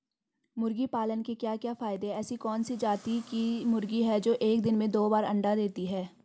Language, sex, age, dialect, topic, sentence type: Hindi, female, 18-24, Garhwali, agriculture, question